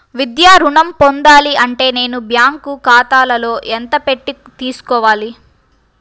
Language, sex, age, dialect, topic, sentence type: Telugu, female, 51-55, Central/Coastal, banking, question